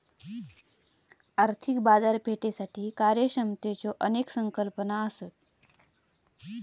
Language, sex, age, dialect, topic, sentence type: Marathi, female, 25-30, Southern Konkan, banking, statement